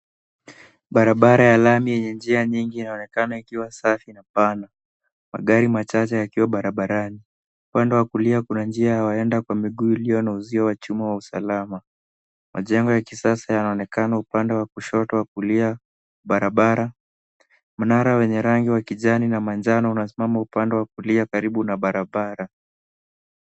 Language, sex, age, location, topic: Swahili, male, 18-24, Nairobi, government